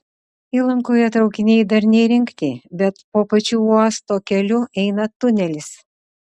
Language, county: Lithuanian, Utena